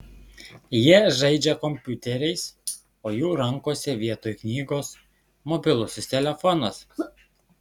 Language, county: Lithuanian, Šiauliai